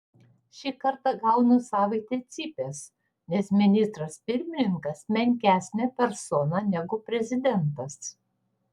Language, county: Lithuanian, Vilnius